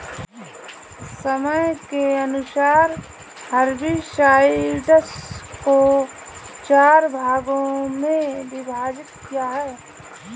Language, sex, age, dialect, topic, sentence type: Hindi, female, 25-30, Kanauji Braj Bhasha, agriculture, statement